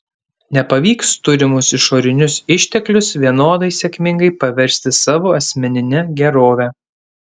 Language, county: Lithuanian, Panevėžys